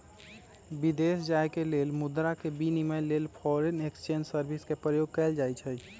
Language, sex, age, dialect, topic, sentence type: Magahi, male, 25-30, Western, banking, statement